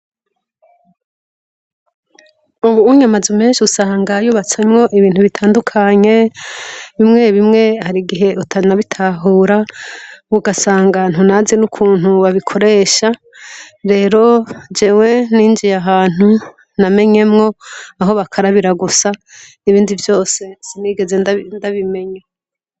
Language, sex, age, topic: Rundi, female, 25-35, education